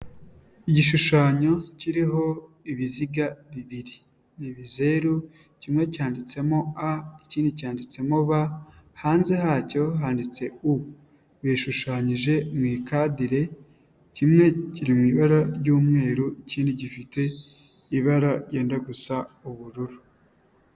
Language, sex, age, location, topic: Kinyarwanda, male, 18-24, Nyagatare, education